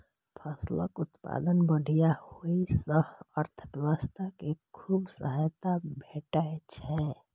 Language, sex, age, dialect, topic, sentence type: Maithili, female, 25-30, Eastern / Thethi, agriculture, statement